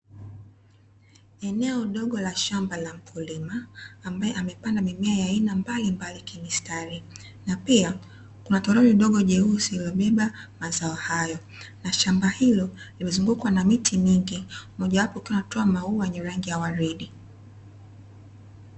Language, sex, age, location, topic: Swahili, female, 25-35, Dar es Salaam, agriculture